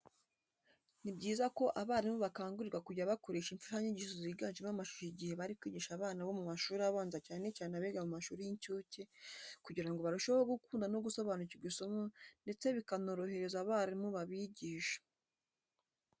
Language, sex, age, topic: Kinyarwanda, female, 18-24, education